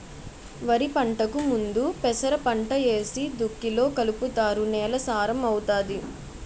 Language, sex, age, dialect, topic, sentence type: Telugu, male, 51-55, Utterandhra, agriculture, statement